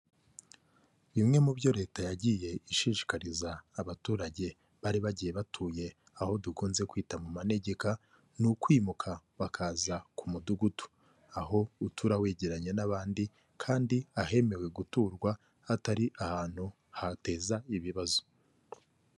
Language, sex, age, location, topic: Kinyarwanda, male, 25-35, Kigali, government